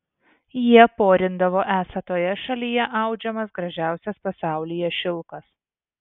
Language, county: Lithuanian, Vilnius